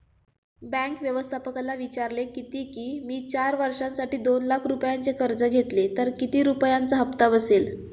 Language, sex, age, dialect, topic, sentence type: Marathi, female, 25-30, Standard Marathi, banking, statement